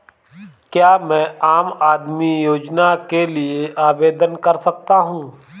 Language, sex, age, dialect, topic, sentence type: Hindi, male, 25-30, Awadhi Bundeli, banking, question